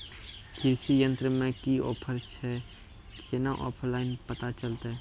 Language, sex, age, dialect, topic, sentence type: Maithili, male, 18-24, Angika, agriculture, question